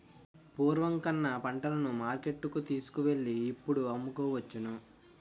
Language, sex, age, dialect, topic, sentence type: Telugu, male, 18-24, Utterandhra, agriculture, statement